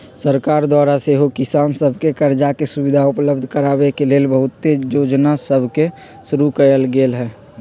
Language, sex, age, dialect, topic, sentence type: Magahi, male, 46-50, Western, agriculture, statement